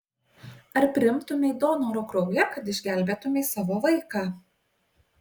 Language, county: Lithuanian, Kaunas